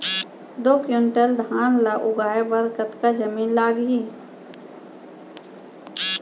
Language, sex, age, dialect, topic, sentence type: Chhattisgarhi, female, 41-45, Central, agriculture, question